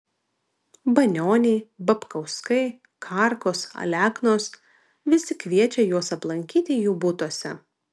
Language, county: Lithuanian, Vilnius